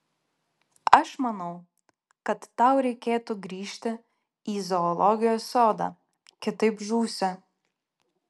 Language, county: Lithuanian, Klaipėda